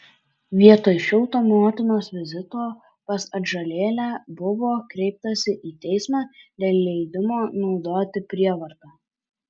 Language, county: Lithuanian, Alytus